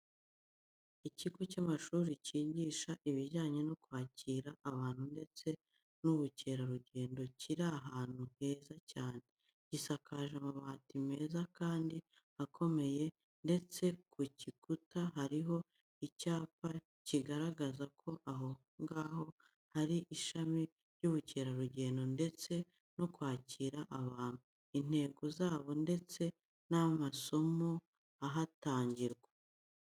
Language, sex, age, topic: Kinyarwanda, female, 25-35, education